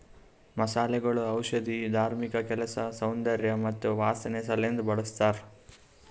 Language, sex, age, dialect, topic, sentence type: Kannada, male, 18-24, Northeastern, agriculture, statement